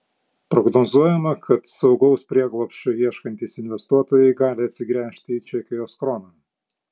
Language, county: Lithuanian, Panevėžys